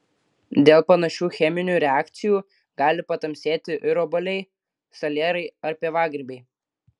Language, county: Lithuanian, Klaipėda